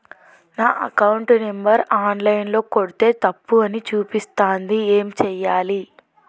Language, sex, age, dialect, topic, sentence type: Telugu, female, 18-24, Telangana, banking, question